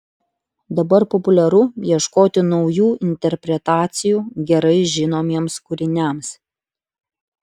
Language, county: Lithuanian, Utena